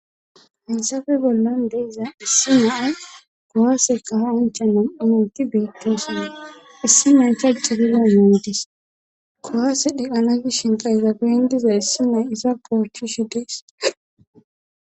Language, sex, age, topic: Gamo, female, 18-24, government